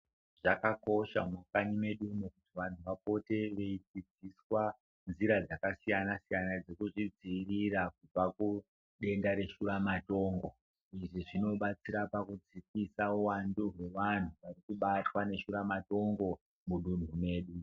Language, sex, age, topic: Ndau, male, 50+, health